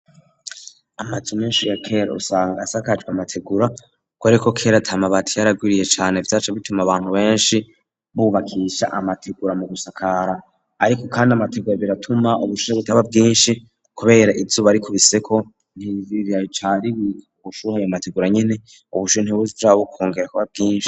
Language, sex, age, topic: Rundi, male, 36-49, education